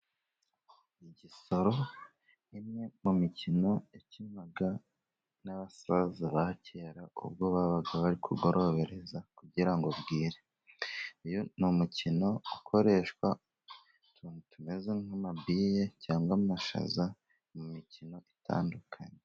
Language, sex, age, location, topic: Kinyarwanda, male, 25-35, Musanze, government